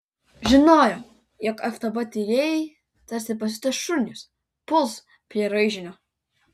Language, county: Lithuanian, Vilnius